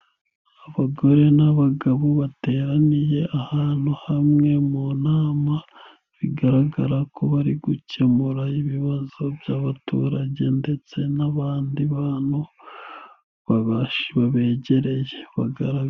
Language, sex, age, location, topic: Kinyarwanda, male, 18-24, Nyagatare, government